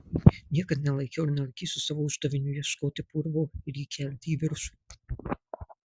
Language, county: Lithuanian, Marijampolė